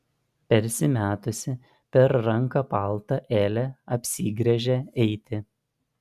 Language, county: Lithuanian, Panevėžys